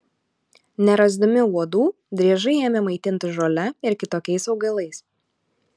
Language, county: Lithuanian, Alytus